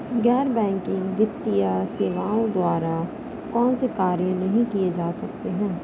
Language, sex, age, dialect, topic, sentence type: Hindi, female, 31-35, Marwari Dhudhari, banking, question